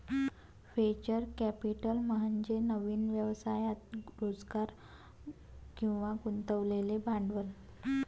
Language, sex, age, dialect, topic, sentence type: Marathi, female, 18-24, Varhadi, banking, statement